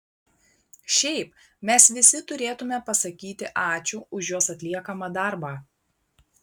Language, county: Lithuanian, Klaipėda